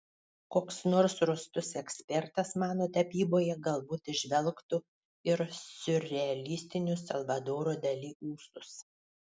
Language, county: Lithuanian, Panevėžys